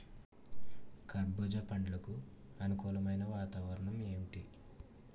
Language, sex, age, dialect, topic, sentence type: Telugu, male, 18-24, Utterandhra, agriculture, question